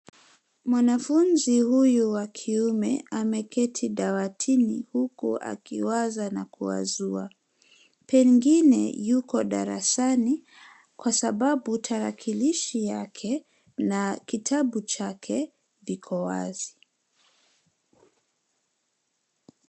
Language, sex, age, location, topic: Swahili, female, 25-35, Nairobi, education